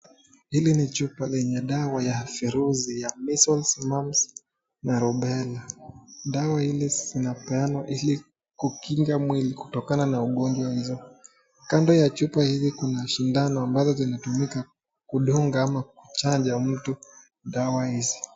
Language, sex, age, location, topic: Swahili, male, 25-35, Nakuru, health